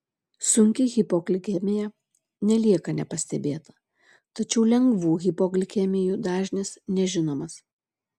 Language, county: Lithuanian, Šiauliai